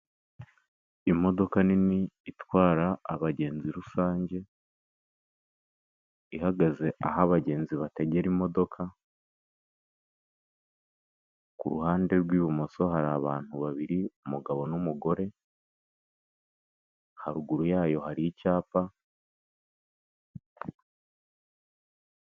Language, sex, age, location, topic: Kinyarwanda, male, 18-24, Kigali, government